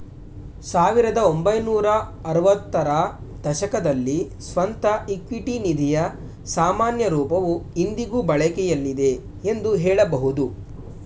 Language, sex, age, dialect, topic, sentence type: Kannada, male, 18-24, Mysore Kannada, banking, statement